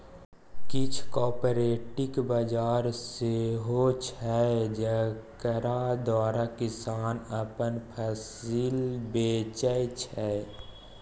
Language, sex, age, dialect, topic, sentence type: Maithili, male, 18-24, Bajjika, agriculture, statement